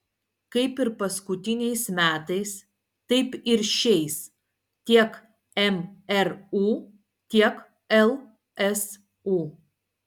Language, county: Lithuanian, Vilnius